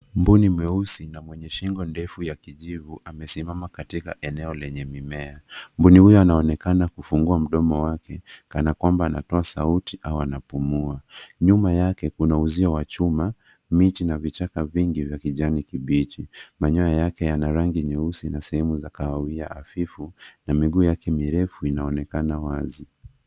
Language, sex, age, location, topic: Swahili, male, 18-24, Nairobi, government